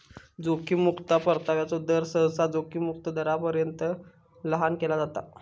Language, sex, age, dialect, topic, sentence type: Marathi, male, 41-45, Southern Konkan, banking, statement